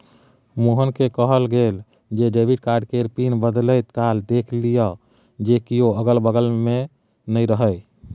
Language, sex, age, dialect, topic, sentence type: Maithili, male, 31-35, Bajjika, banking, statement